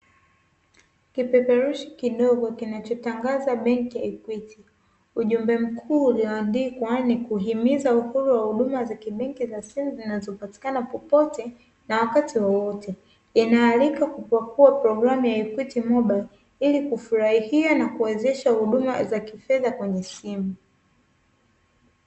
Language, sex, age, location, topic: Swahili, female, 18-24, Dar es Salaam, finance